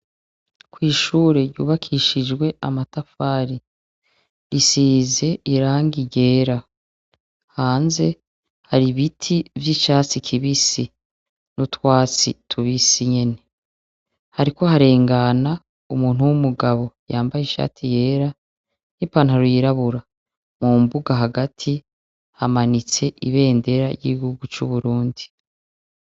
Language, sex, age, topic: Rundi, female, 36-49, education